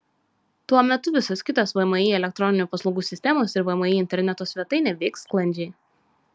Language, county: Lithuanian, Šiauliai